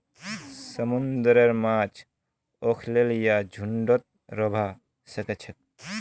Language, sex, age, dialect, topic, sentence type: Magahi, male, 31-35, Northeastern/Surjapuri, agriculture, statement